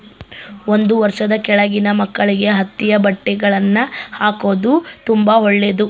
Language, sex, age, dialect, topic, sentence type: Kannada, female, 25-30, Central, agriculture, statement